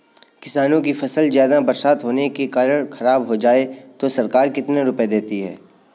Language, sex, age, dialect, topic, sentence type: Hindi, male, 25-30, Kanauji Braj Bhasha, agriculture, question